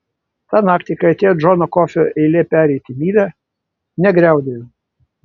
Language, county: Lithuanian, Vilnius